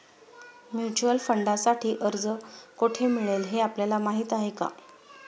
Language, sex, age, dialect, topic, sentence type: Marathi, female, 36-40, Standard Marathi, banking, statement